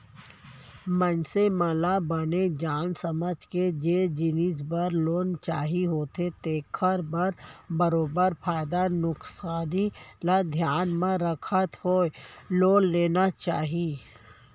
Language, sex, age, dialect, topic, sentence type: Chhattisgarhi, female, 18-24, Central, banking, statement